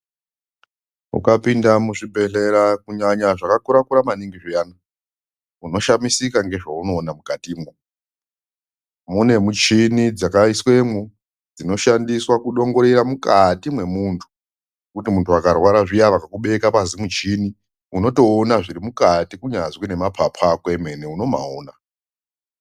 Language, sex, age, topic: Ndau, female, 25-35, health